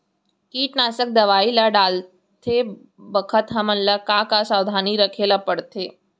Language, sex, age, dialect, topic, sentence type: Chhattisgarhi, female, 60-100, Central, agriculture, question